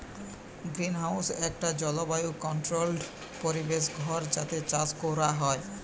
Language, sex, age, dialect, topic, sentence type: Bengali, male, 18-24, Western, agriculture, statement